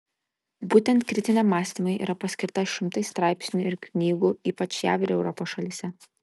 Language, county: Lithuanian, Kaunas